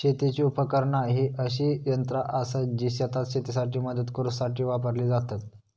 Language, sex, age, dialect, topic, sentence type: Marathi, male, 18-24, Southern Konkan, agriculture, statement